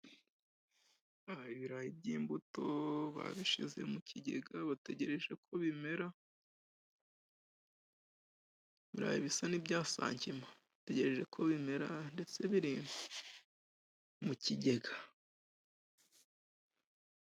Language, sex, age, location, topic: Kinyarwanda, male, 25-35, Musanze, agriculture